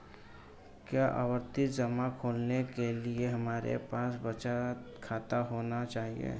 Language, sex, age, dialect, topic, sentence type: Hindi, male, 18-24, Marwari Dhudhari, banking, question